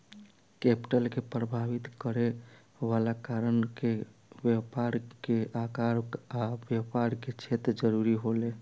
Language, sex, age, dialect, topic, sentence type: Bhojpuri, male, 18-24, Southern / Standard, banking, statement